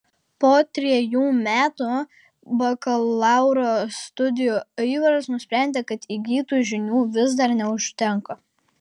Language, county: Lithuanian, Kaunas